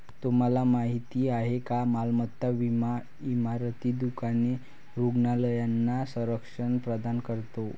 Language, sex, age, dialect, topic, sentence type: Marathi, male, 18-24, Varhadi, banking, statement